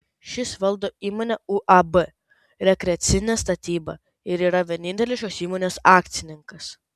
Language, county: Lithuanian, Kaunas